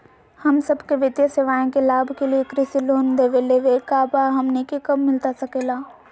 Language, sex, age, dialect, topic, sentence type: Magahi, female, 60-100, Southern, banking, question